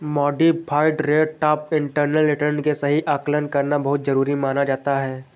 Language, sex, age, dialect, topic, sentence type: Hindi, male, 46-50, Awadhi Bundeli, banking, statement